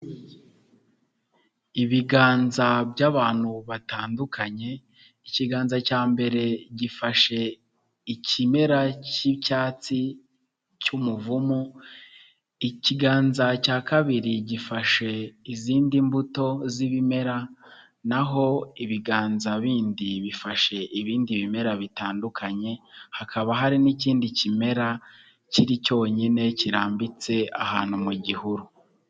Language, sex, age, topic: Kinyarwanda, male, 25-35, health